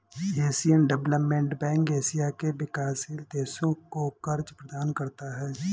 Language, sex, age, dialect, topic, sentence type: Hindi, male, 25-30, Awadhi Bundeli, banking, statement